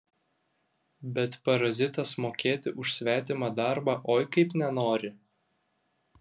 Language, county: Lithuanian, Vilnius